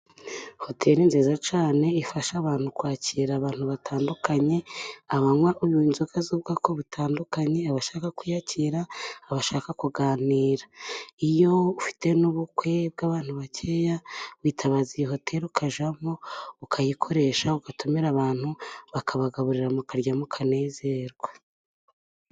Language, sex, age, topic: Kinyarwanda, female, 25-35, finance